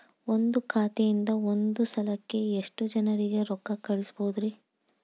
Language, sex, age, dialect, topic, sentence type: Kannada, female, 18-24, Dharwad Kannada, banking, question